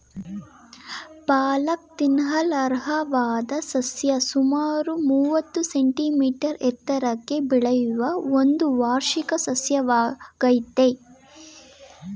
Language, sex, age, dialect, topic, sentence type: Kannada, female, 18-24, Mysore Kannada, agriculture, statement